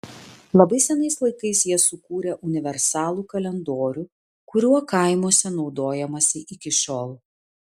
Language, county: Lithuanian, Vilnius